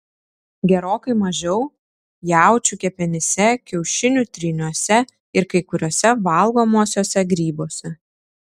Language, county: Lithuanian, Šiauliai